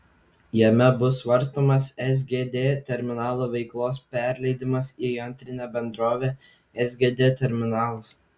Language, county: Lithuanian, Kaunas